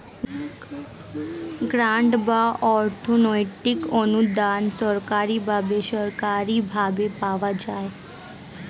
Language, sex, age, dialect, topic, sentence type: Bengali, female, 18-24, Standard Colloquial, banking, statement